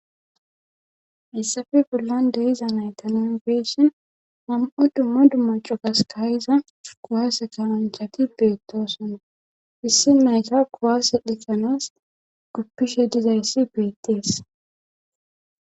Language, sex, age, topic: Gamo, female, 25-35, government